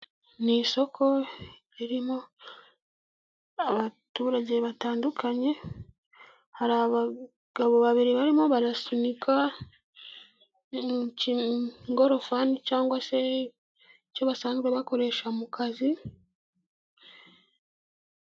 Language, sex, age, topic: Kinyarwanda, female, 25-35, government